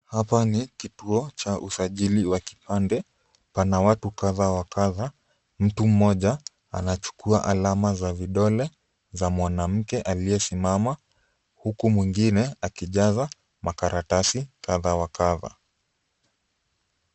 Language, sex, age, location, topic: Swahili, female, 25-35, Kisumu, government